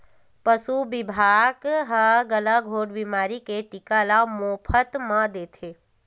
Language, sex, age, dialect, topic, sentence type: Chhattisgarhi, female, 31-35, Western/Budati/Khatahi, agriculture, statement